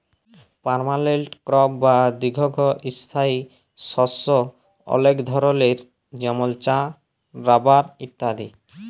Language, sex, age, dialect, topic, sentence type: Bengali, male, 18-24, Jharkhandi, agriculture, statement